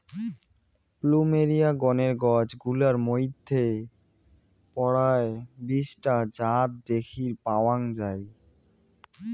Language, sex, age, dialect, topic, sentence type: Bengali, male, 18-24, Rajbangshi, agriculture, statement